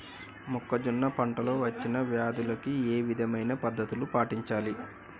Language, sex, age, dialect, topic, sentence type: Telugu, male, 36-40, Telangana, agriculture, question